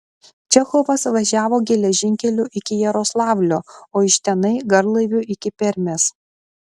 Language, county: Lithuanian, Klaipėda